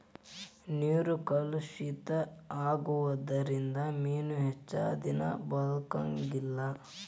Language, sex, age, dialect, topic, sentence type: Kannada, male, 18-24, Dharwad Kannada, agriculture, statement